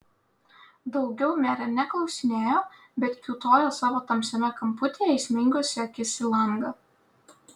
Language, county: Lithuanian, Klaipėda